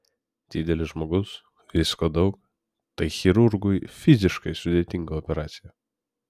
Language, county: Lithuanian, Vilnius